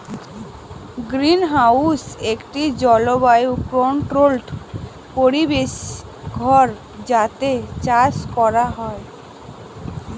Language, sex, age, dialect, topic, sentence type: Bengali, female, 18-24, Northern/Varendri, agriculture, statement